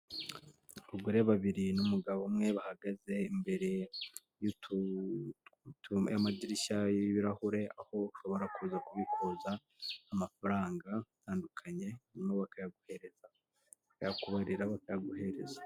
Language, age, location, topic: Kinyarwanda, 25-35, Kigali, finance